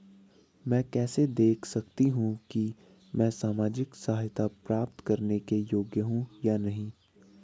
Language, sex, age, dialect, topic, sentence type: Hindi, female, 18-24, Hindustani Malvi Khadi Boli, banking, question